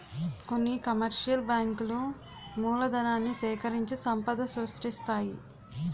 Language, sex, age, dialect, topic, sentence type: Telugu, female, 18-24, Utterandhra, banking, statement